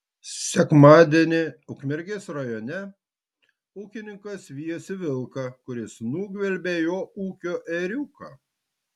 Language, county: Lithuanian, Vilnius